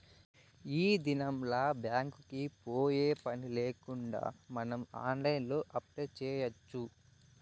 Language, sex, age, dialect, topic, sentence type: Telugu, male, 18-24, Southern, banking, statement